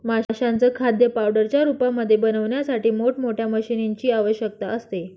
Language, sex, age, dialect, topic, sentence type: Marathi, female, 25-30, Northern Konkan, agriculture, statement